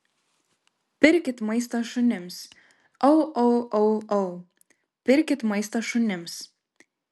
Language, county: Lithuanian, Klaipėda